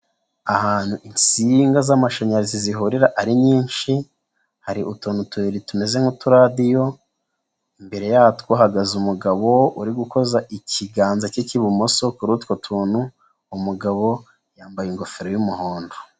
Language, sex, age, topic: Kinyarwanda, female, 25-35, government